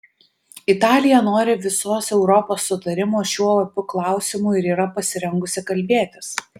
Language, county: Lithuanian, Vilnius